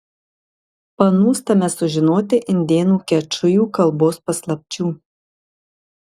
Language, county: Lithuanian, Marijampolė